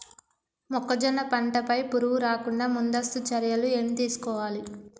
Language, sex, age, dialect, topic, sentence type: Telugu, female, 18-24, Telangana, agriculture, question